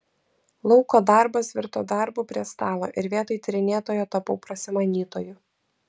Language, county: Lithuanian, Vilnius